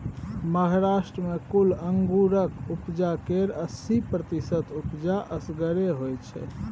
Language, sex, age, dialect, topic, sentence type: Maithili, male, 31-35, Bajjika, agriculture, statement